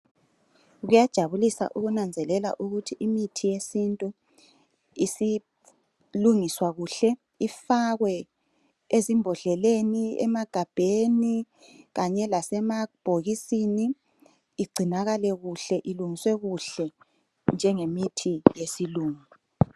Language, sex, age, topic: North Ndebele, male, 36-49, health